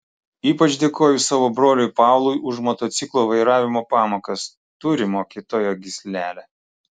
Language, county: Lithuanian, Klaipėda